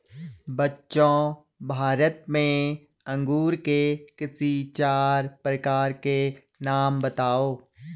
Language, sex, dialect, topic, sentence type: Hindi, male, Garhwali, agriculture, statement